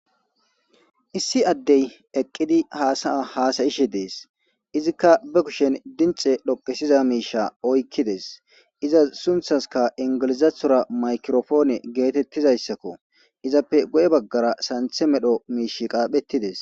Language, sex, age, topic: Gamo, male, 18-24, government